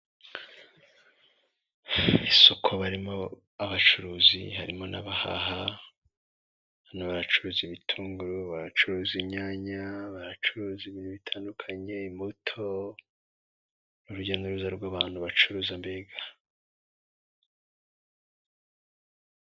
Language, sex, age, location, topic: Kinyarwanda, male, 18-24, Nyagatare, finance